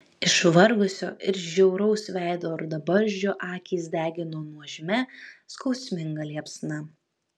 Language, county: Lithuanian, Kaunas